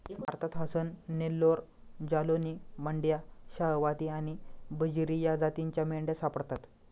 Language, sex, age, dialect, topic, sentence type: Marathi, male, 25-30, Standard Marathi, agriculture, statement